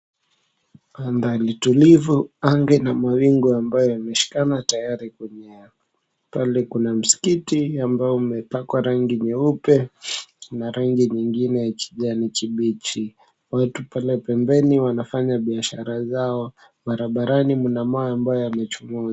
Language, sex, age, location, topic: Swahili, male, 18-24, Mombasa, government